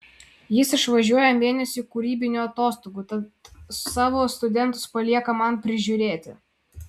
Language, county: Lithuanian, Vilnius